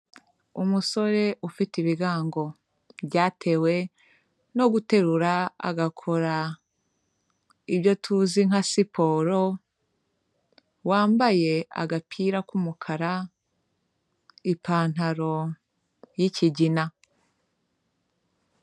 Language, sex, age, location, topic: Kinyarwanda, female, 25-35, Kigali, health